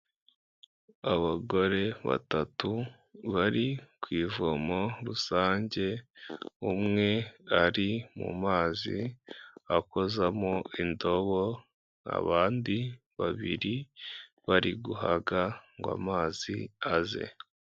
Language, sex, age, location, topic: Kinyarwanda, female, 25-35, Kigali, health